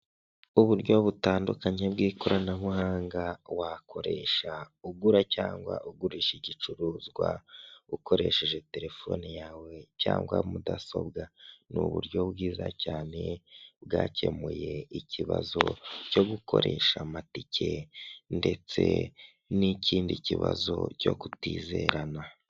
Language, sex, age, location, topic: Kinyarwanda, male, 25-35, Huye, finance